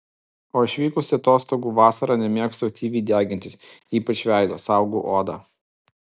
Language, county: Lithuanian, Alytus